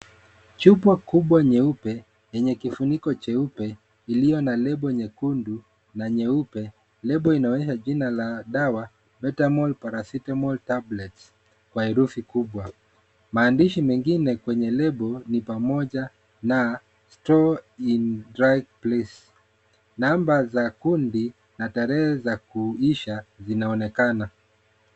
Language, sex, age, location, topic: Swahili, male, 25-35, Nairobi, health